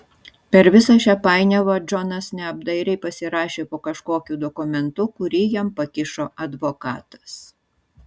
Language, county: Lithuanian, Šiauliai